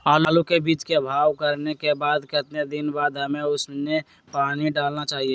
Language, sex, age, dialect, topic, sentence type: Magahi, male, 25-30, Western, agriculture, question